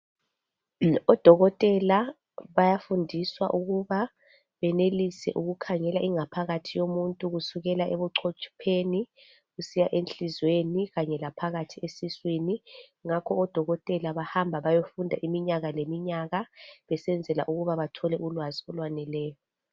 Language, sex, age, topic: North Ndebele, female, 36-49, health